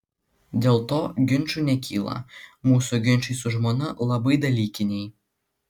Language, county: Lithuanian, Klaipėda